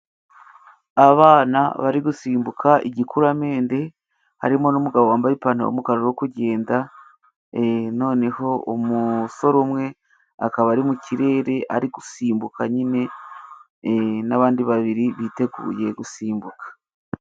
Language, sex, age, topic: Kinyarwanda, female, 36-49, government